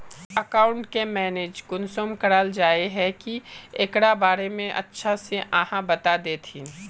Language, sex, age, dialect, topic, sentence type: Magahi, female, 25-30, Northeastern/Surjapuri, banking, question